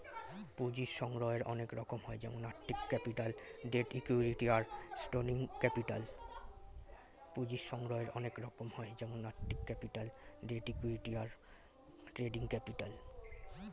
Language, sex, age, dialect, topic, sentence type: Bengali, male, 18-24, Standard Colloquial, banking, statement